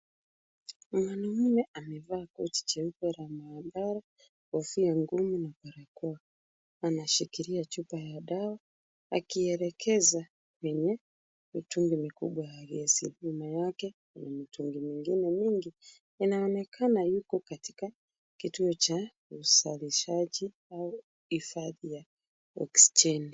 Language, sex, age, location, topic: Swahili, female, 36-49, Kisumu, health